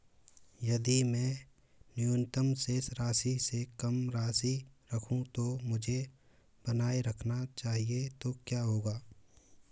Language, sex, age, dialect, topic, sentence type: Hindi, male, 18-24, Marwari Dhudhari, banking, question